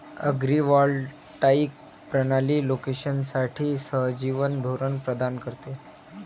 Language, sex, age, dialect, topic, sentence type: Marathi, male, 18-24, Varhadi, agriculture, statement